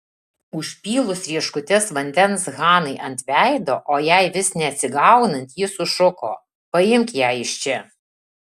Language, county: Lithuanian, Alytus